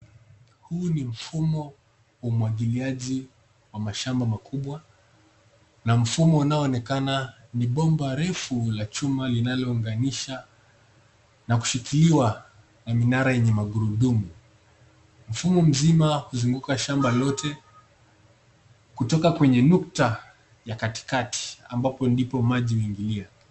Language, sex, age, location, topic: Swahili, male, 18-24, Nairobi, agriculture